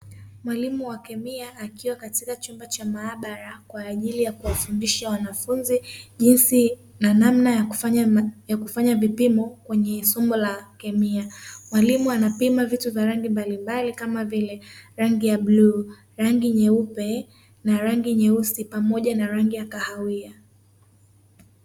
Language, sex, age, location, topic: Swahili, female, 18-24, Dar es Salaam, education